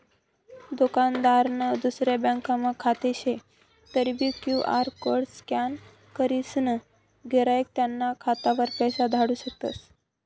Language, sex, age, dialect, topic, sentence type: Marathi, male, 25-30, Northern Konkan, banking, statement